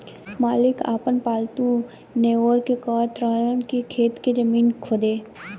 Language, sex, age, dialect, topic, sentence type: Bhojpuri, female, 18-24, Southern / Standard, agriculture, question